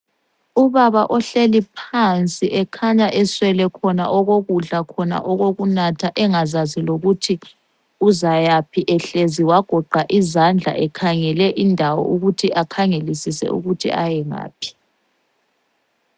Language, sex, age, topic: North Ndebele, female, 25-35, health